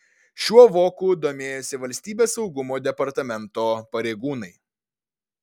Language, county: Lithuanian, Vilnius